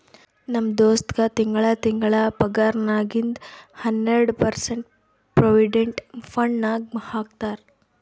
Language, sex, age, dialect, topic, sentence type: Kannada, female, 18-24, Northeastern, banking, statement